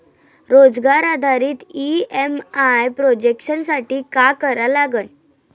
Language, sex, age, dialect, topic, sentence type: Marathi, female, 25-30, Varhadi, banking, question